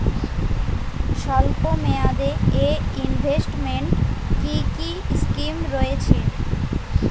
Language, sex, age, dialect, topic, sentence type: Bengali, female, 18-24, Jharkhandi, banking, question